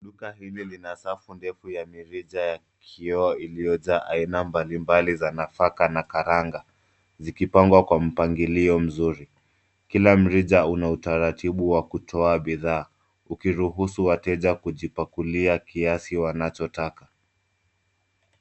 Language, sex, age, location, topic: Swahili, male, 25-35, Nairobi, finance